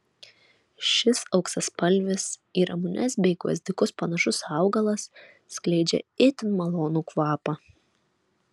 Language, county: Lithuanian, Alytus